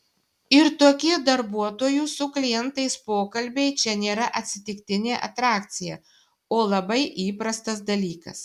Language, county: Lithuanian, Šiauliai